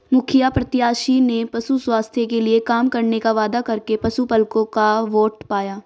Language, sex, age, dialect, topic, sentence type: Hindi, female, 18-24, Marwari Dhudhari, agriculture, statement